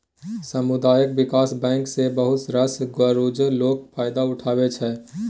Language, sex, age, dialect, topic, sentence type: Maithili, male, 18-24, Bajjika, banking, statement